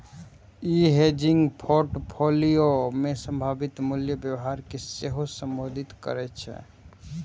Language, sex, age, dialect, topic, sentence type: Maithili, male, 18-24, Eastern / Thethi, banking, statement